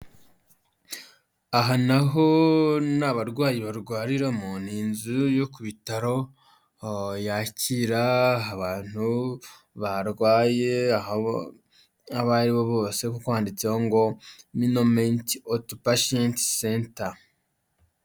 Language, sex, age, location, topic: Kinyarwanda, male, 25-35, Huye, health